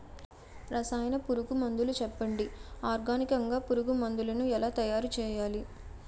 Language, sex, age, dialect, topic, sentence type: Telugu, female, 18-24, Utterandhra, agriculture, question